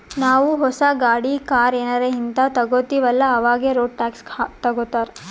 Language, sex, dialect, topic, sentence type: Kannada, female, Northeastern, banking, statement